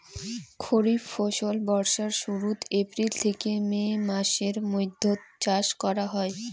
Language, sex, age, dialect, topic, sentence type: Bengali, female, 18-24, Rajbangshi, agriculture, statement